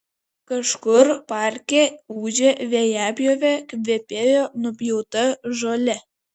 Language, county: Lithuanian, Šiauliai